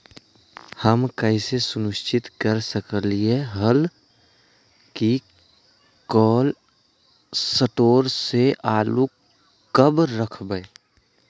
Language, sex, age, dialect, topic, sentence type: Magahi, male, 18-24, Western, agriculture, question